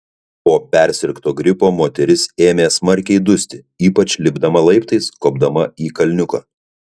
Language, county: Lithuanian, Kaunas